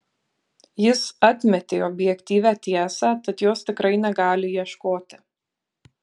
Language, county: Lithuanian, Kaunas